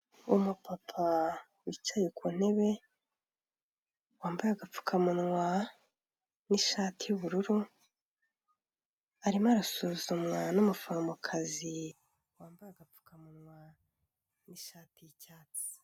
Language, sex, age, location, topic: Kinyarwanda, female, 18-24, Kigali, health